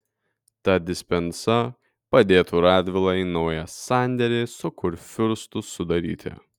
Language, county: Lithuanian, Kaunas